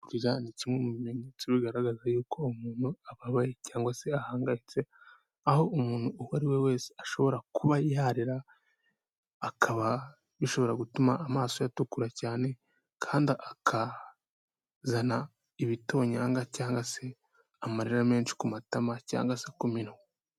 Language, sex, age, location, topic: Kinyarwanda, male, 18-24, Kigali, health